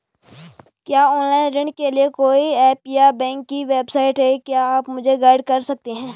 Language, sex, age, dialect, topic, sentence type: Hindi, female, 25-30, Garhwali, banking, question